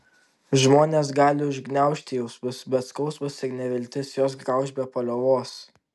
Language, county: Lithuanian, Tauragė